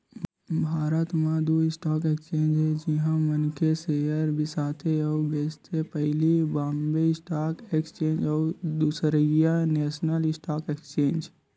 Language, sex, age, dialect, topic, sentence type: Chhattisgarhi, male, 18-24, Western/Budati/Khatahi, banking, statement